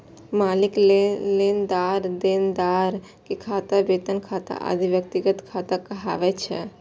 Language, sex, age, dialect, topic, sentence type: Maithili, female, 18-24, Eastern / Thethi, banking, statement